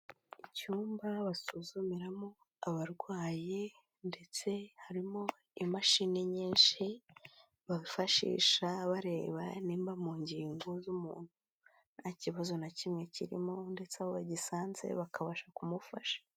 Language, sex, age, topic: Kinyarwanda, female, 18-24, health